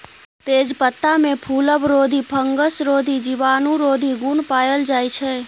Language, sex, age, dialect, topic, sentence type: Maithili, female, 31-35, Bajjika, agriculture, statement